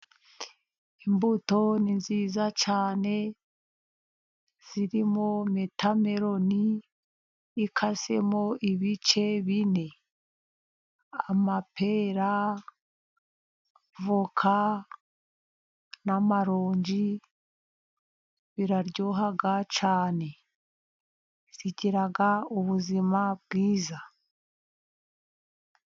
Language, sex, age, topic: Kinyarwanda, female, 50+, agriculture